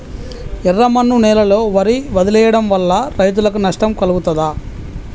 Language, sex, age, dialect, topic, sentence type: Telugu, female, 31-35, Telangana, agriculture, question